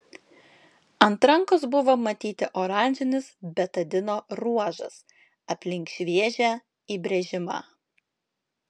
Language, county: Lithuanian, Klaipėda